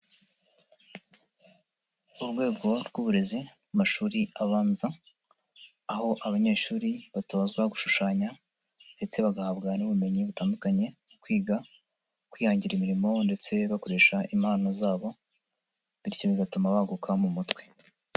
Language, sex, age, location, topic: Kinyarwanda, male, 50+, Nyagatare, education